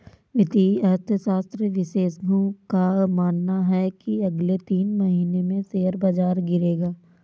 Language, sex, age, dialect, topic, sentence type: Hindi, female, 18-24, Awadhi Bundeli, banking, statement